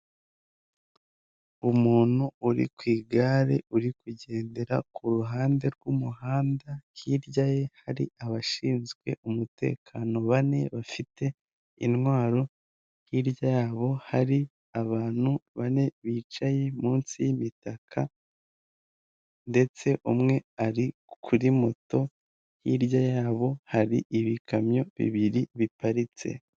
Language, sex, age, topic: Kinyarwanda, male, 18-24, government